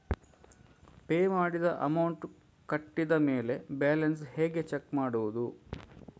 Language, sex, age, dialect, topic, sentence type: Kannada, male, 56-60, Coastal/Dakshin, banking, question